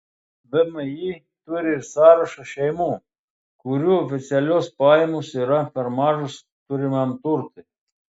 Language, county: Lithuanian, Telšiai